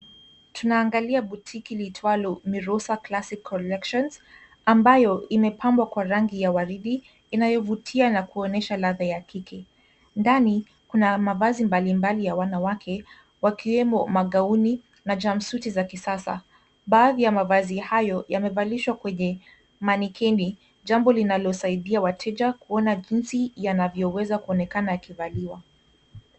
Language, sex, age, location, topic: Swahili, female, 18-24, Nairobi, finance